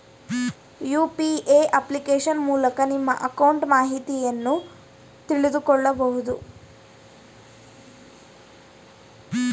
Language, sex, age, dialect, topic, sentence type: Kannada, female, 18-24, Mysore Kannada, banking, statement